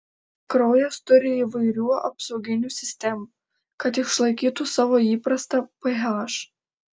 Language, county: Lithuanian, Alytus